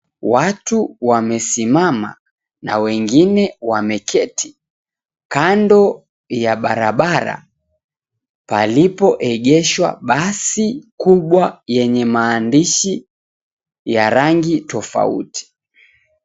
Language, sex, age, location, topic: Swahili, female, 18-24, Mombasa, government